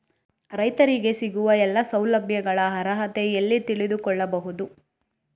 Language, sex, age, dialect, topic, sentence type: Kannada, female, 18-24, Coastal/Dakshin, agriculture, question